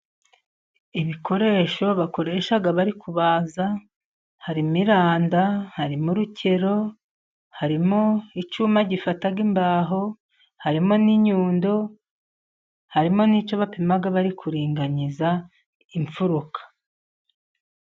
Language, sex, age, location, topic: Kinyarwanda, male, 50+, Musanze, education